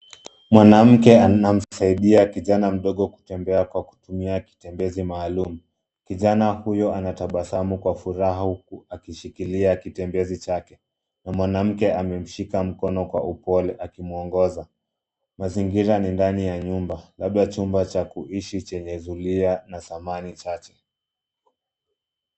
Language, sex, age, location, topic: Swahili, male, 25-35, Nairobi, education